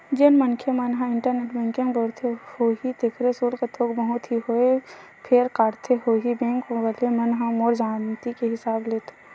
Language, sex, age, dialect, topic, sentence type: Chhattisgarhi, female, 18-24, Western/Budati/Khatahi, banking, statement